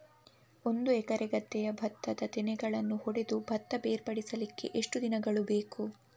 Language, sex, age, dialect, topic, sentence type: Kannada, female, 18-24, Coastal/Dakshin, agriculture, question